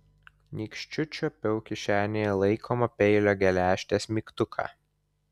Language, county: Lithuanian, Vilnius